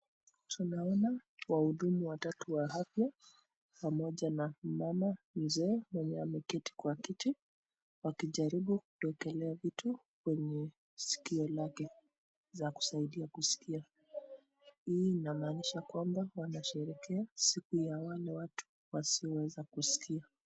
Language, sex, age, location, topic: Swahili, female, 25-35, Nakuru, health